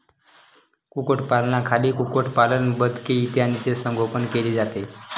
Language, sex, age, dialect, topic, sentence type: Marathi, male, 18-24, Standard Marathi, agriculture, statement